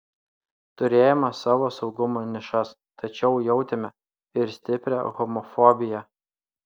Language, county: Lithuanian, Klaipėda